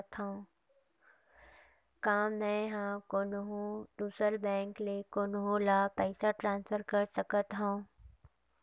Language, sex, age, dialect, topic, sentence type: Chhattisgarhi, female, 56-60, Central, banking, statement